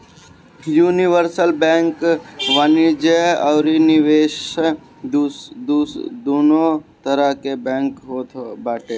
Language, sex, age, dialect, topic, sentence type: Bhojpuri, male, 18-24, Northern, banking, statement